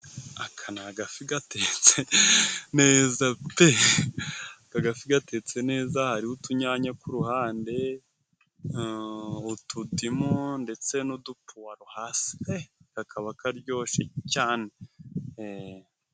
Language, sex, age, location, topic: Kinyarwanda, male, 25-35, Musanze, agriculture